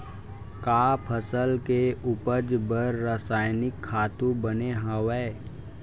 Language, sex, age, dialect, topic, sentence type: Chhattisgarhi, male, 41-45, Western/Budati/Khatahi, agriculture, question